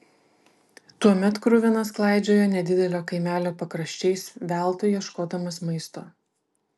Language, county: Lithuanian, Vilnius